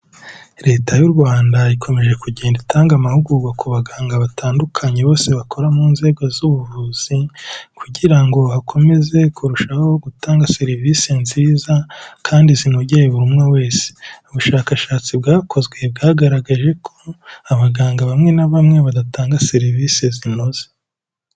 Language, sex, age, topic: Kinyarwanda, male, 18-24, health